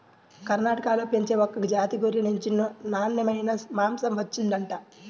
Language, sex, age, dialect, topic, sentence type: Telugu, male, 18-24, Central/Coastal, agriculture, statement